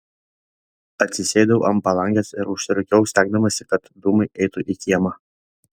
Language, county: Lithuanian, Šiauliai